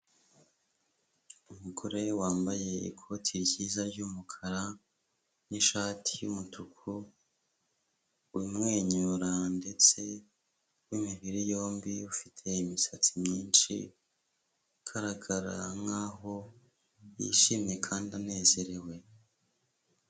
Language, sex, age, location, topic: Kinyarwanda, male, 25-35, Huye, health